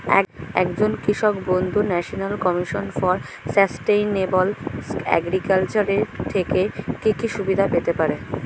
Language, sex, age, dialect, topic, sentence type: Bengali, female, 18-24, Standard Colloquial, agriculture, question